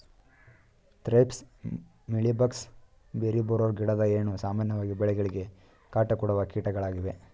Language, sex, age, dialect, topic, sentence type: Kannada, male, 18-24, Mysore Kannada, agriculture, statement